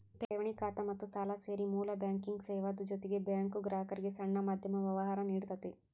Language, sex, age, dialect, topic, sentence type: Kannada, female, 18-24, Dharwad Kannada, banking, statement